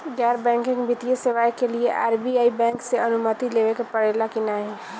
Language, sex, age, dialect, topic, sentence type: Bhojpuri, female, 18-24, Northern, banking, question